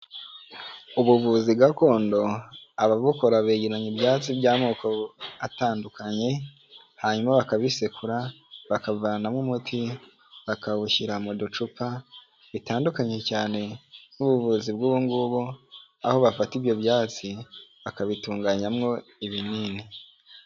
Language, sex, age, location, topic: Kinyarwanda, male, 18-24, Kigali, health